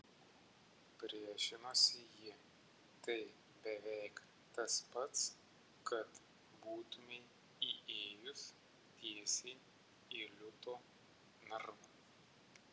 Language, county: Lithuanian, Vilnius